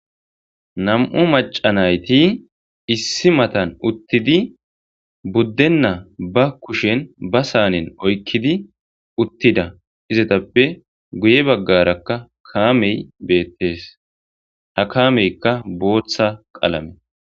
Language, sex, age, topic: Gamo, male, 25-35, agriculture